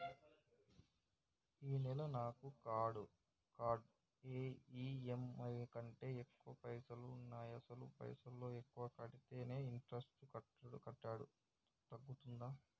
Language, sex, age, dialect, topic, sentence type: Telugu, male, 18-24, Telangana, banking, question